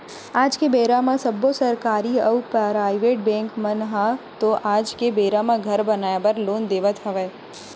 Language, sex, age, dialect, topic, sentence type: Chhattisgarhi, female, 18-24, Western/Budati/Khatahi, banking, statement